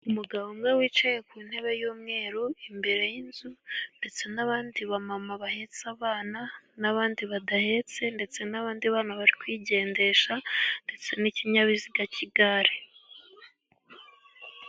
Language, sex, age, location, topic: Kinyarwanda, female, 18-24, Gakenke, finance